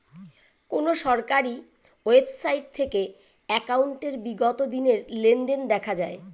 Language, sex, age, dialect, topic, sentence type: Bengali, female, 41-45, Rajbangshi, banking, question